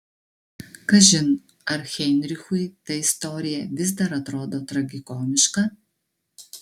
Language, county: Lithuanian, Klaipėda